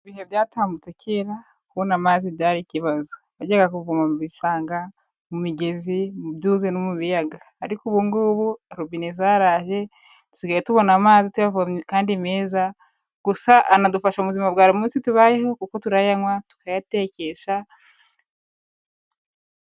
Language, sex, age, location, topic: Kinyarwanda, female, 25-35, Kigali, health